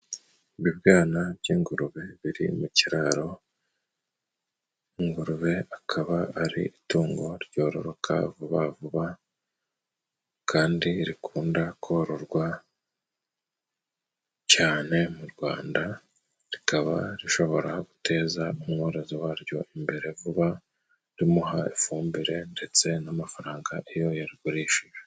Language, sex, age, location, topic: Kinyarwanda, male, 36-49, Musanze, agriculture